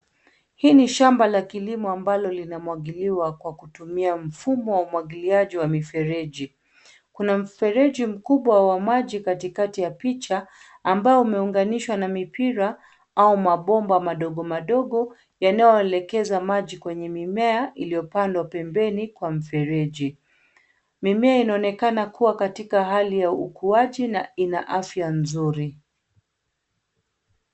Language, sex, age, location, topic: Swahili, female, 36-49, Nairobi, agriculture